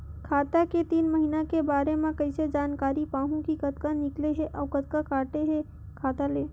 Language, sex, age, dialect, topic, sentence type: Chhattisgarhi, female, 25-30, Western/Budati/Khatahi, banking, question